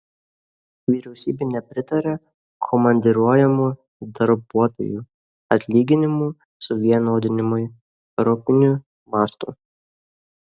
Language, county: Lithuanian, Kaunas